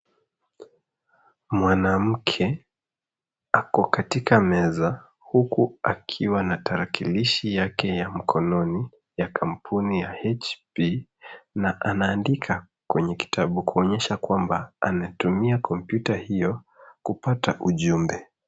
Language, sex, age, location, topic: Swahili, male, 36-49, Nairobi, education